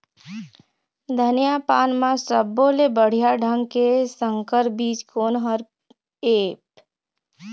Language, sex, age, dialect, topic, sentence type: Chhattisgarhi, female, 25-30, Eastern, agriculture, question